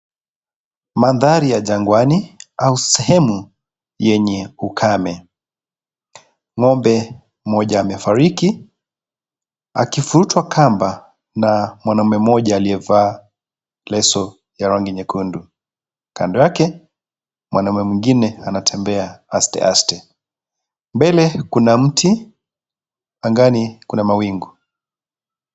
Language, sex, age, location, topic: Swahili, male, 25-35, Kisii, health